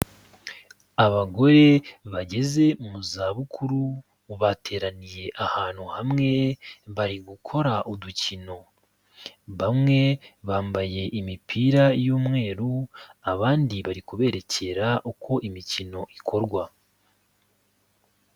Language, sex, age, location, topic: Kinyarwanda, male, 25-35, Kigali, health